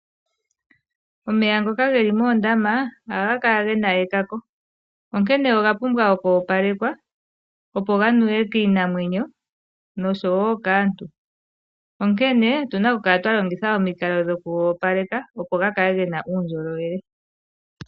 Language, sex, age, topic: Oshiwambo, female, 36-49, agriculture